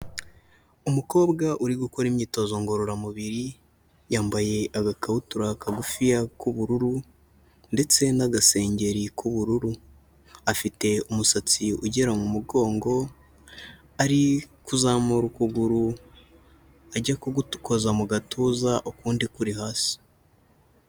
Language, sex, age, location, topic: Kinyarwanda, male, 18-24, Huye, health